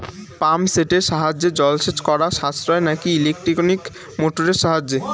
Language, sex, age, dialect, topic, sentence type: Bengali, male, 18-24, Rajbangshi, agriculture, question